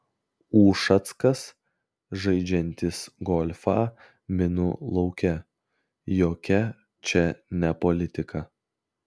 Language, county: Lithuanian, Klaipėda